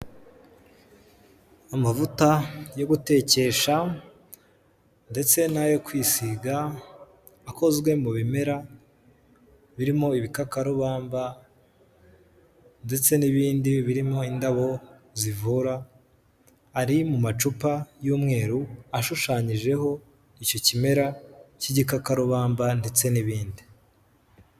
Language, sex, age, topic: Kinyarwanda, male, 18-24, health